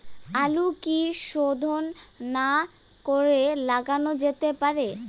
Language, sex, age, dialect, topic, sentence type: Bengali, male, 18-24, Rajbangshi, agriculture, question